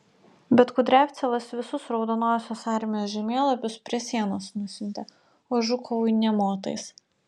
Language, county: Lithuanian, Utena